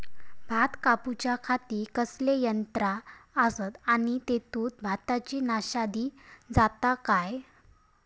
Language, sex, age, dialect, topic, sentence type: Marathi, female, 18-24, Southern Konkan, agriculture, question